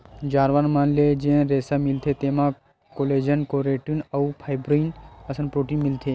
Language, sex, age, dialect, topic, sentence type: Chhattisgarhi, male, 18-24, Western/Budati/Khatahi, agriculture, statement